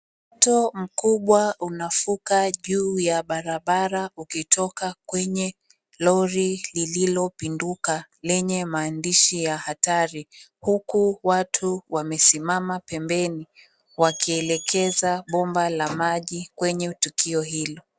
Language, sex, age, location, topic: Swahili, female, 25-35, Mombasa, health